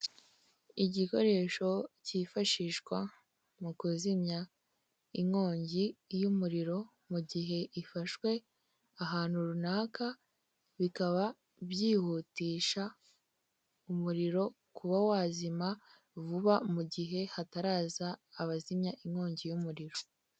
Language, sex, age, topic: Kinyarwanda, female, 18-24, government